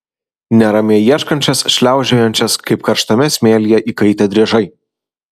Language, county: Lithuanian, Vilnius